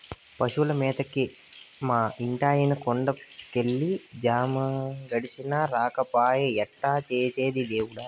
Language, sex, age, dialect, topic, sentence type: Telugu, male, 18-24, Southern, agriculture, statement